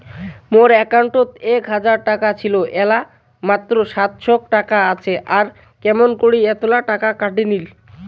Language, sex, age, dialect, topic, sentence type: Bengali, male, 18-24, Rajbangshi, banking, question